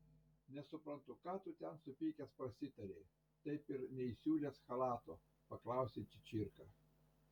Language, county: Lithuanian, Panevėžys